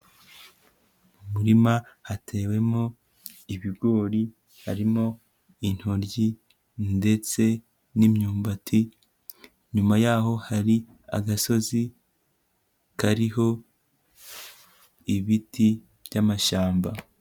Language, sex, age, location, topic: Kinyarwanda, male, 18-24, Kigali, agriculture